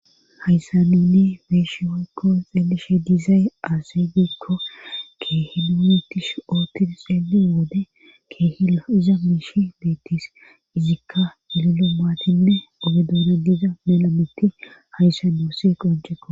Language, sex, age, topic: Gamo, female, 18-24, government